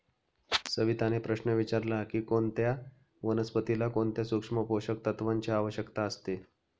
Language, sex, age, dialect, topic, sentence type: Marathi, male, 31-35, Standard Marathi, agriculture, statement